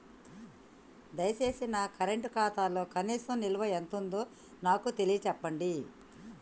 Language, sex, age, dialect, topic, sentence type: Telugu, female, 31-35, Telangana, banking, statement